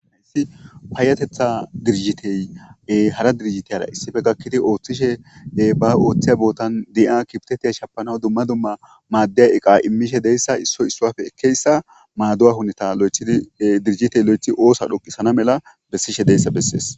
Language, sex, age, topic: Gamo, male, 25-35, government